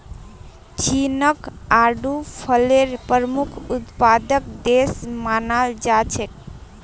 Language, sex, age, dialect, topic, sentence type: Magahi, female, 18-24, Northeastern/Surjapuri, agriculture, statement